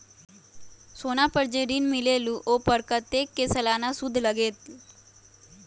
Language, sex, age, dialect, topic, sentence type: Magahi, female, 18-24, Western, banking, question